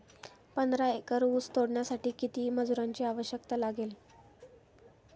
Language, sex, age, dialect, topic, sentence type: Marathi, female, 18-24, Standard Marathi, agriculture, question